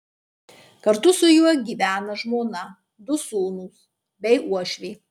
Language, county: Lithuanian, Marijampolė